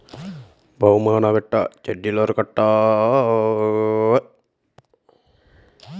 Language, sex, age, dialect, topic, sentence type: Kannada, male, 51-55, Coastal/Dakshin, banking, question